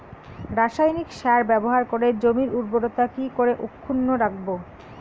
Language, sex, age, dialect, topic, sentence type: Bengali, female, 31-35, Rajbangshi, agriculture, question